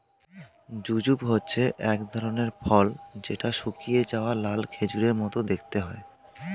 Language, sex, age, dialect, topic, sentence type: Bengali, male, 25-30, Standard Colloquial, agriculture, statement